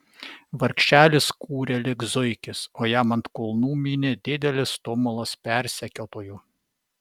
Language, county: Lithuanian, Vilnius